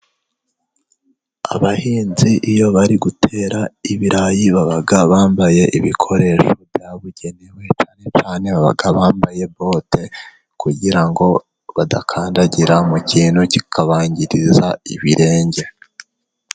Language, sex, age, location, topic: Kinyarwanda, male, 18-24, Musanze, agriculture